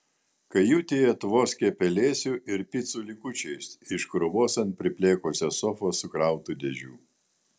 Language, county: Lithuanian, Vilnius